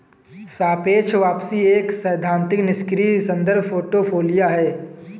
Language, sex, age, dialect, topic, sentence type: Hindi, male, 18-24, Kanauji Braj Bhasha, banking, statement